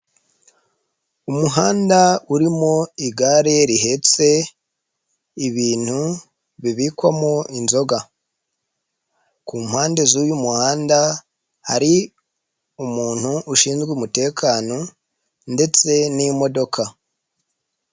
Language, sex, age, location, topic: Kinyarwanda, male, 25-35, Nyagatare, government